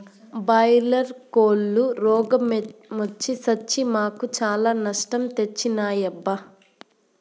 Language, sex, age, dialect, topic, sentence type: Telugu, female, 18-24, Southern, agriculture, statement